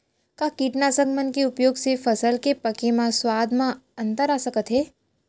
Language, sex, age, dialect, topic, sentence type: Chhattisgarhi, female, 18-24, Central, agriculture, question